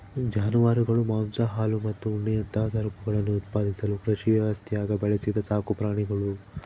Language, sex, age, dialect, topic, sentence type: Kannada, male, 25-30, Central, agriculture, statement